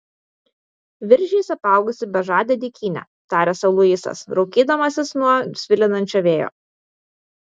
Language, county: Lithuanian, Vilnius